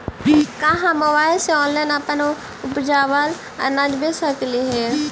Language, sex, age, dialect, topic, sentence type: Magahi, female, 18-24, Central/Standard, agriculture, question